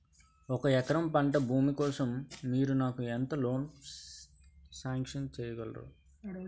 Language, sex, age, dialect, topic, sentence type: Telugu, male, 18-24, Utterandhra, banking, question